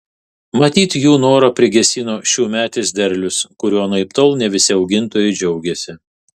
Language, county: Lithuanian, Vilnius